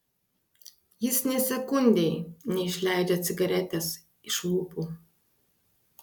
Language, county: Lithuanian, Klaipėda